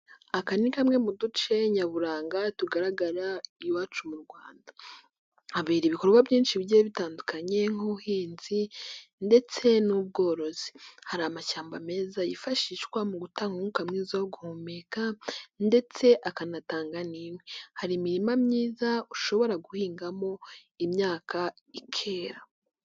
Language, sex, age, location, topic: Kinyarwanda, female, 18-24, Nyagatare, agriculture